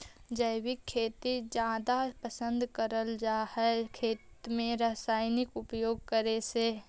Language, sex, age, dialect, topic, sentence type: Magahi, male, 18-24, Central/Standard, agriculture, statement